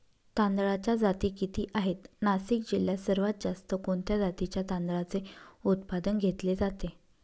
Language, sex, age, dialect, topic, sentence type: Marathi, female, 25-30, Northern Konkan, agriculture, question